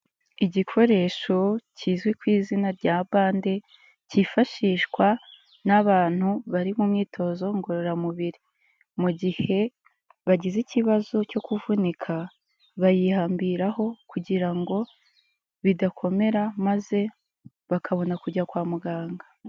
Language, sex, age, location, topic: Kinyarwanda, female, 25-35, Kigali, health